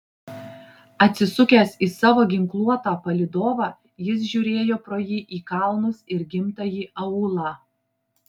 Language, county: Lithuanian, Klaipėda